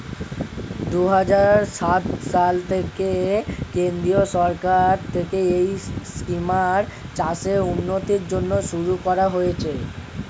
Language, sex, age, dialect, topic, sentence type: Bengali, male, 18-24, Standard Colloquial, agriculture, statement